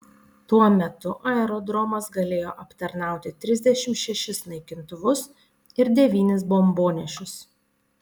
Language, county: Lithuanian, Panevėžys